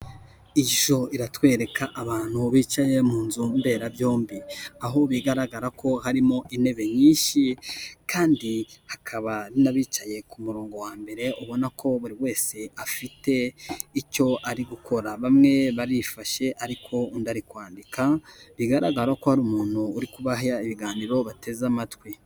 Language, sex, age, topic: Kinyarwanda, male, 18-24, government